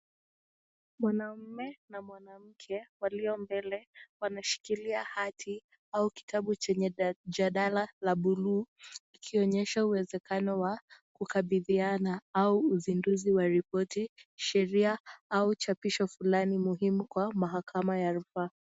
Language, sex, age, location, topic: Swahili, female, 18-24, Nakuru, government